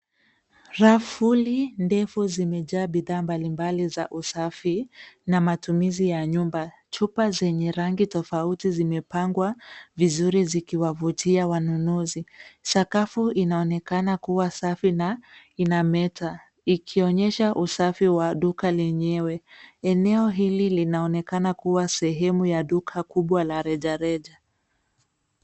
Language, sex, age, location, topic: Swahili, female, 25-35, Nairobi, finance